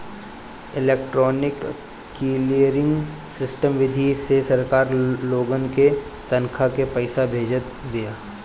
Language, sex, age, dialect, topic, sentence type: Bhojpuri, female, 18-24, Northern, banking, statement